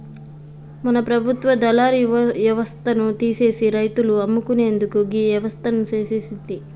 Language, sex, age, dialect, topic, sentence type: Telugu, female, 25-30, Telangana, agriculture, statement